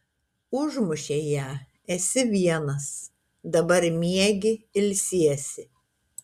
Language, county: Lithuanian, Kaunas